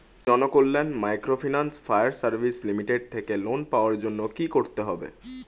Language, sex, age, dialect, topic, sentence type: Bengali, male, 18-24, Standard Colloquial, banking, question